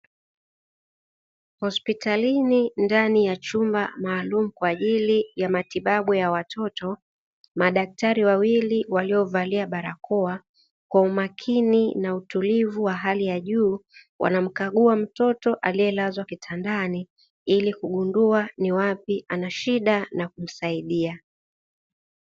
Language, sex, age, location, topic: Swahili, female, 18-24, Dar es Salaam, health